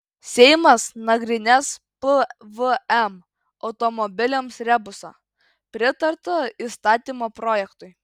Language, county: Lithuanian, Kaunas